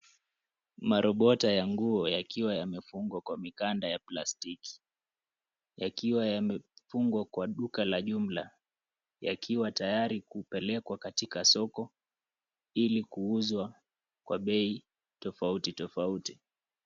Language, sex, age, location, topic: Swahili, male, 25-35, Mombasa, finance